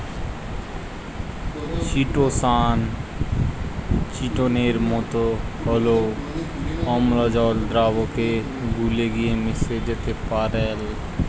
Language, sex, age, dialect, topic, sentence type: Bengali, male, 18-24, Western, agriculture, statement